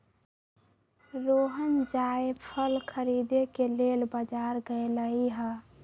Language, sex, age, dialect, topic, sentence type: Magahi, female, 41-45, Western, agriculture, statement